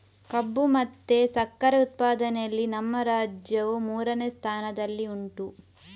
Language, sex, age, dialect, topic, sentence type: Kannada, female, 25-30, Coastal/Dakshin, agriculture, statement